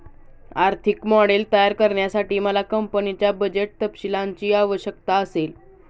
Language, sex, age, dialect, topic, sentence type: Marathi, male, 51-55, Standard Marathi, banking, statement